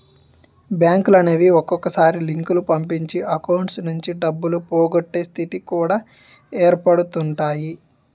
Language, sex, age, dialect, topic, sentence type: Telugu, male, 18-24, Utterandhra, banking, statement